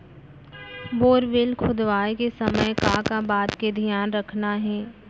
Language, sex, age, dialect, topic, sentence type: Chhattisgarhi, female, 25-30, Central, agriculture, question